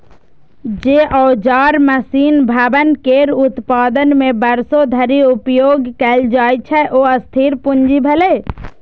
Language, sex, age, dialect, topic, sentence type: Maithili, female, 18-24, Eastern / Thethi, banking, statement